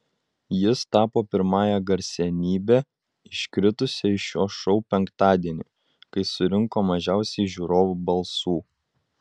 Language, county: Lithuanian, Utena